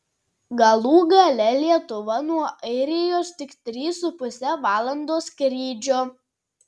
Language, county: Lithuanian, Tauragė